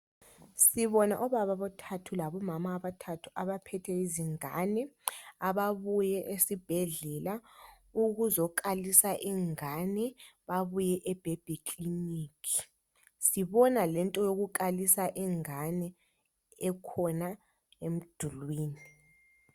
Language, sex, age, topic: North Ndebele, female, 25-35, health